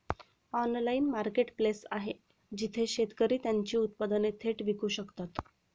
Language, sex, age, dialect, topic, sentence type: Marathi, female, 31-35, Standard Marathi, agriculture, statement